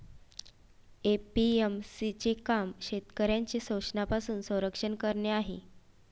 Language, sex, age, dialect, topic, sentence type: Marathi, female, 25-30, Varhadi, agriculture, statement